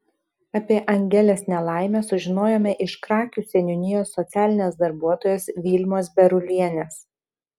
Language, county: Lithuanian, Kaunas